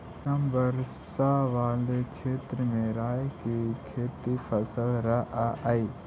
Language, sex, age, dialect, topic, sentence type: Magahi, male, 31-35, Central/Standard, agriculture, statement